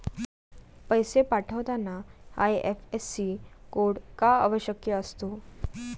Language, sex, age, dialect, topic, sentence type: Marathi, female, 18-24, Standard Marathi, banking, question